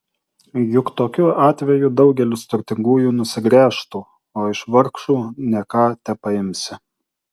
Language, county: Lithuanian, Utena